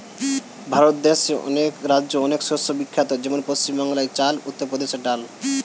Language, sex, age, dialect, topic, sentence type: Bengali, male, 18-24, Western, agriculture, statement